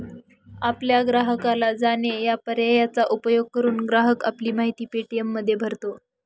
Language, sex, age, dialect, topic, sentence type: Marathi, female, 25-30, Northern Konkan, banking, statement